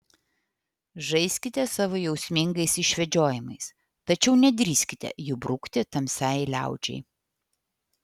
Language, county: Lithuanian, Vilnius